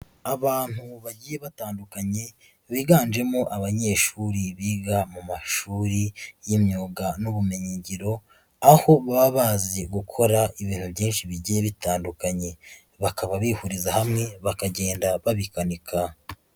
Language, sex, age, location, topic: Kinyarwanda, female, 25-35, Huye, education